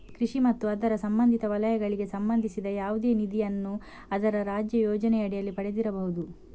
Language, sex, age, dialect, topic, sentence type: Kannada, female, 51-55, Coastal/Dakshin, agriculture, statement